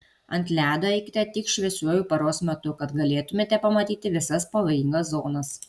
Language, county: Lithuanian, Kaunas